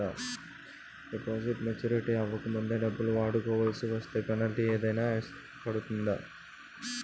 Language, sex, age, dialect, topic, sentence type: Telugu, male, 25-30, Utterandhra, banking, question